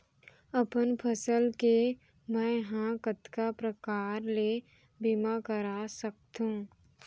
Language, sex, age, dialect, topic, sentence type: Chhattisgarhi, female, 18-24, Central, agriculture, question